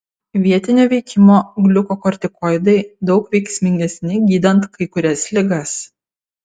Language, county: Lithuanian, Vilnius